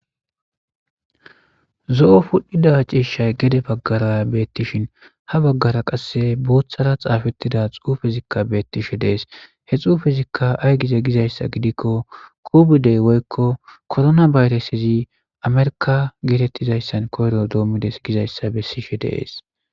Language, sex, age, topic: Gamo, male, 18-24, government